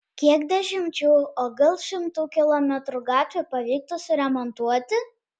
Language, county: Lithuanian, Panevėžys